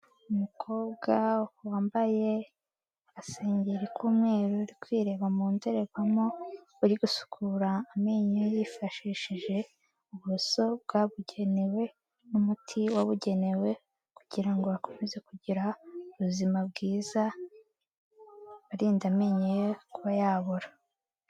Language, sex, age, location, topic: Kinyarwanda, female, 18-24, Kigali, health